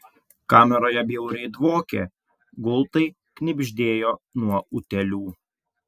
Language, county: Lithuanian, Vilnius